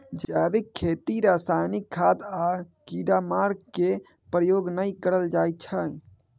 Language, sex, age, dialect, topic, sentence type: Maithili, male, 18-24, Bajjika, agriculture, statement